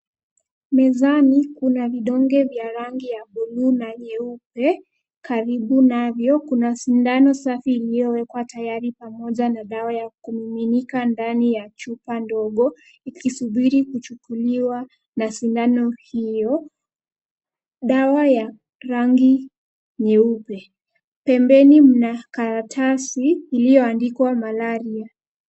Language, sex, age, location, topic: Swahili, female, 18-24, Nairobi, health